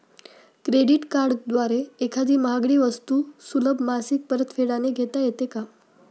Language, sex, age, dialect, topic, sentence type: Marathi, female, 18-24, Standard Marathi, banking, question